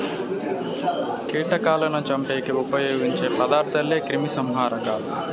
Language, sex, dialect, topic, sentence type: Telugu, male, Southern, agriculture, statement